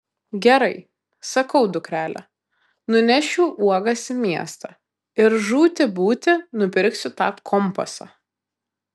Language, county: Lithuanian, Kaunas